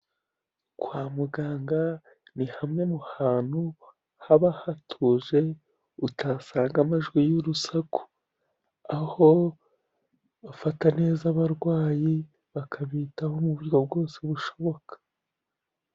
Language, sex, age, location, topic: Kinyarwanda, male, 18-24, Kigali, health